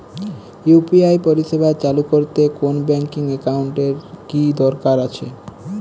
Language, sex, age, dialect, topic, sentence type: Bengali, male, 18-24, Jharkhandi, banking, question